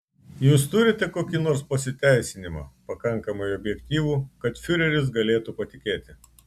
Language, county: Lithuanian, Klaipėda